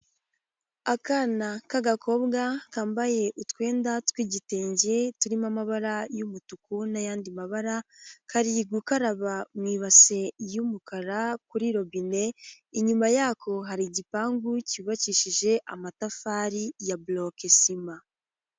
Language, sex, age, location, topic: Kinyarwanda, female, 18-24, Huye, health